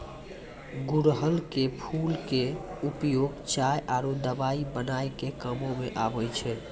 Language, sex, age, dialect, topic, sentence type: Maithili, male, 18-24, Angika, agriculture, statement